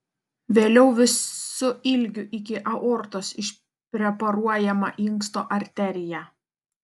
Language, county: Lithuanian, Panevėžys